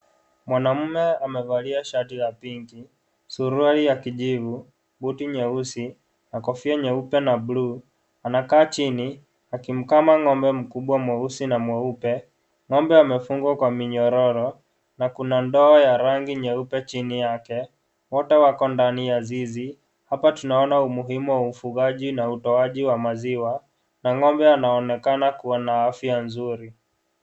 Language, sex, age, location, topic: Swahili, male, 18-24, Kisii, agriculture